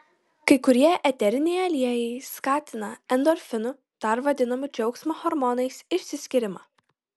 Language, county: Lithuanian, Kaunas